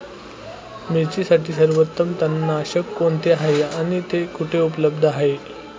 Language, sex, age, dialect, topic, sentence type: Marathi, male, 18-24, Standard Marathi, agriculture, question